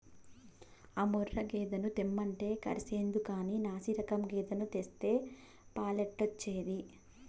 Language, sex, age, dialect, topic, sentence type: Telugu, female, 18-24, Southern, agriculture, statement